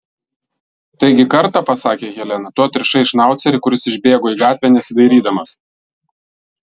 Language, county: Lithuanian, Vilnius